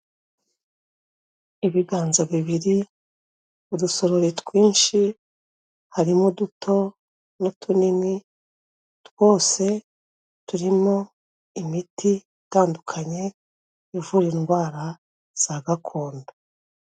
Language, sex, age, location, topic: Kinyarwanda, female, 36-49, Kigali, health